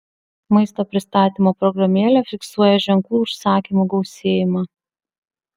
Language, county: Lithuanian, Vilnius